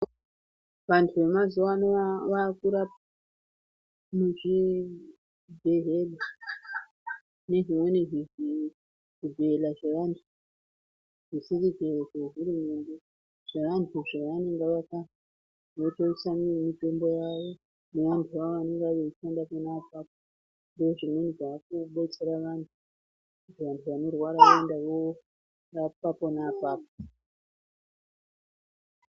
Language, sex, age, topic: Ndau, female, 36-49, health